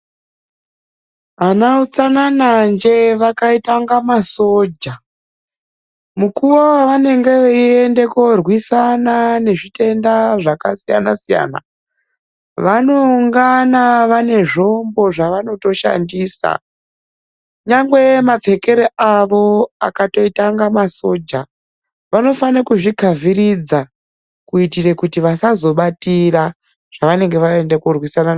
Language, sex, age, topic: Ndau, female, 36-49, health